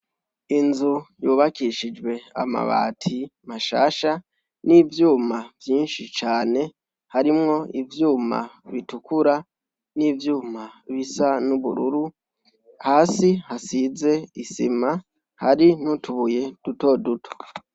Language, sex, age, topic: Rundi, male, 18-24, education